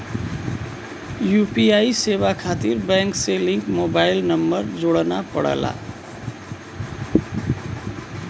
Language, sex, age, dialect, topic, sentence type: Bhojpuri, male, 41-45, Western, banking, statement